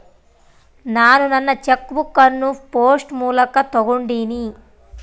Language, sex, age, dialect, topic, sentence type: Kannada, female, 18-24, Central, banking, statement